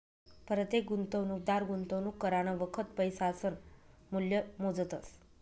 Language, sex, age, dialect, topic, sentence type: Marathi, female, 18-24, Northern Konkan, banking, statement